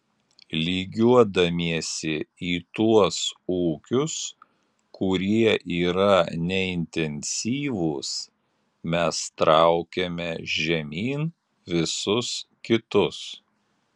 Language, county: Lithuanian, Alytus